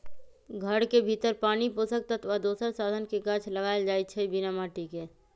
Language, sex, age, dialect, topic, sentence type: Magahi, female, 25-30, Western, agriculture, statement